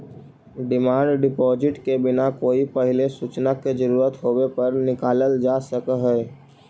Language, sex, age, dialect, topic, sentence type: Magahi, male, 18-24, Central/Standard, banking, statement